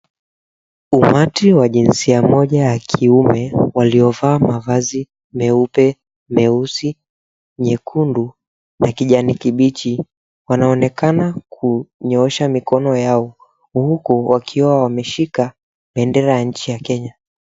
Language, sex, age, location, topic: Swahili, male, 18-24, Mombasa, government